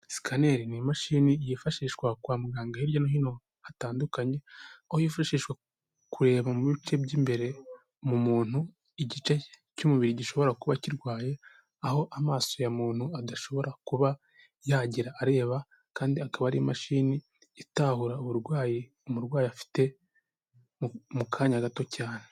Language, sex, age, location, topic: Kinyarwanda, male, 18-24, Kigali, health